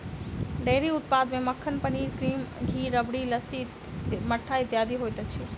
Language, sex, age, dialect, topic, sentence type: Maithili, female, 25-30, Southern/Standard, agriculture, statement